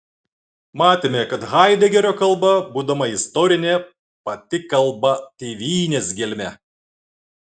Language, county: Lithuanian, Klaipėda